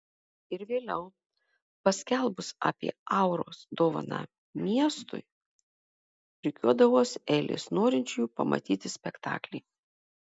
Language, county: Lithuanian, Marijampolė